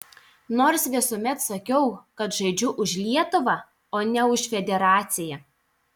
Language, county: Lithuanian, Telšiai